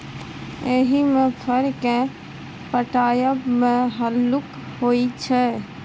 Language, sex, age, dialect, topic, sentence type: Maithili, female, 25-30, Bajjika, agriculture, statement